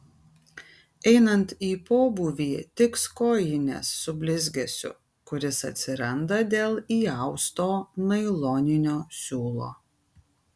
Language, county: Lithuanian, Kaunas